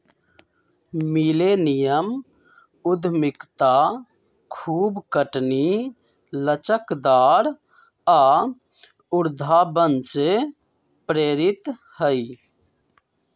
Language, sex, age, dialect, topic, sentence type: Magahi, male, 25-30, Western, banking, statement